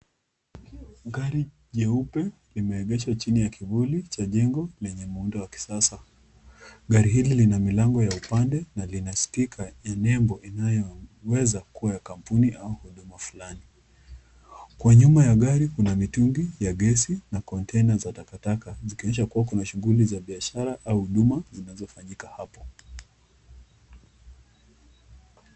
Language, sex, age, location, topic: Swahili, female, 25-35, Nakuru, finance